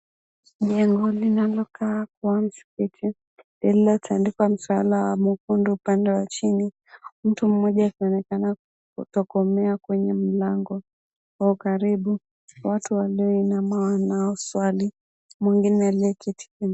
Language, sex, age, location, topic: Swahili, female, 18-24, Mombasa, government